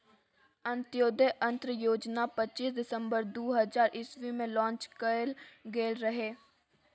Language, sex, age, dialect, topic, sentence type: Maithili, female, 36-40, Bajjika, agriculture, statement